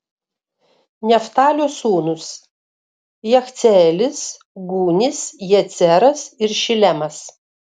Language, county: Lithuanian, Kaunas